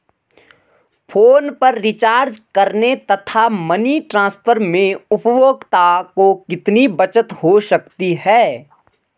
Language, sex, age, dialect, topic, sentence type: Hindi, male, 18-24, Garhwali, banking, question